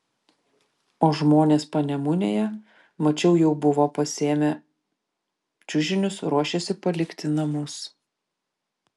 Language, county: Lithuanian, Vilnius